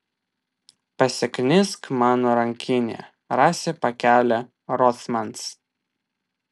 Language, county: Lithuanian, Vilnius